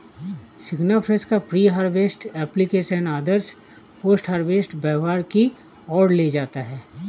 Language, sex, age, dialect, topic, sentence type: Hindi, male, 31-35, Awadhi Bundeli, agriculture, statement